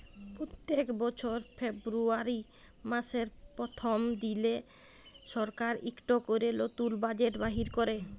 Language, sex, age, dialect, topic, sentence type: Bengali, female, 25-30, Jharkhandi, banking, statement